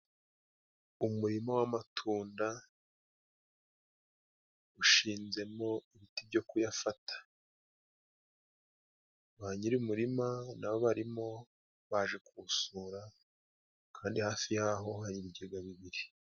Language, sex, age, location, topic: Kinyarwanda, male, 25-35, Musanze, agriculture